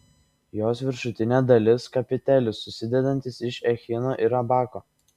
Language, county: Lithuanian, Šiauliai